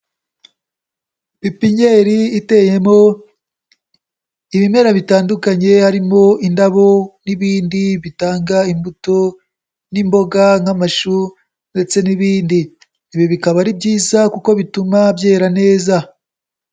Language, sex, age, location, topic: Kinyarwanda, male, 18-24, Nyagatare, agriculture